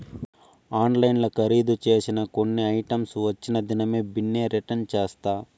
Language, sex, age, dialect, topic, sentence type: Telugu, male, 18-24, Southern, banking, statement